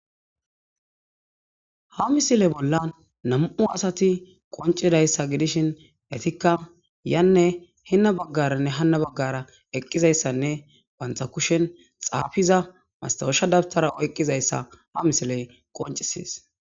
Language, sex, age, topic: Gamo, female, 18-24, agriculture